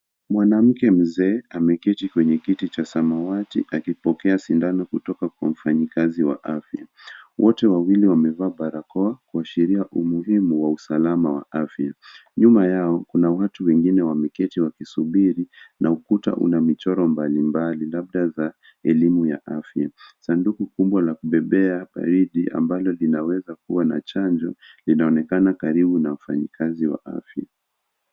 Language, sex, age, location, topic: Swahili, male, 25-35, Nairobi, health